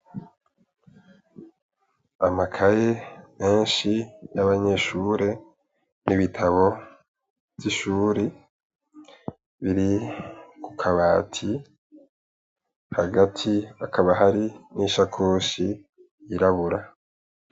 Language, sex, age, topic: Rundi, male, 18-24, education